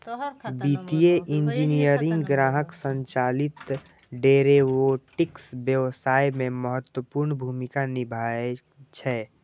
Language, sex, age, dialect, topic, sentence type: Maithili, male, 18-24, Eastern / Thethi, banking, statement